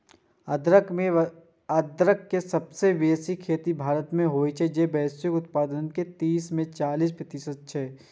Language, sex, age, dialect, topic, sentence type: Maithili, male, 18-24, Eastern / Thethi, agriculture, statement